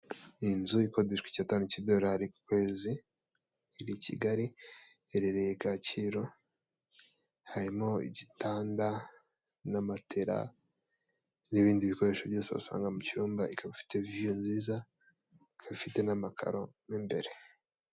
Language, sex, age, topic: Kinyarwanda, male, 18-24, finance